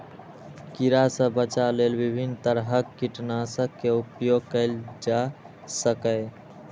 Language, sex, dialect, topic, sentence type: Maithili, male, Eastern / Thethi, agriculture, statement